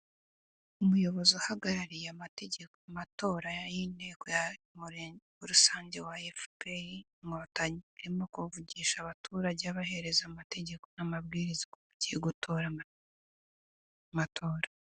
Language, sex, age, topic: Kinyarwanda, female, 18-24, government